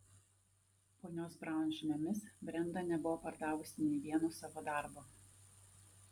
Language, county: Lithuanian, Vilnius